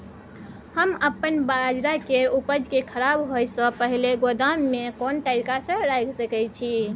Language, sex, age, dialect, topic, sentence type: Maithili, female, 25-30, Bajjika, agriculture, question